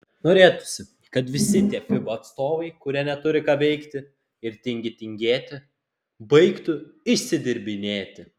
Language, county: Lithuanian, Klaipėda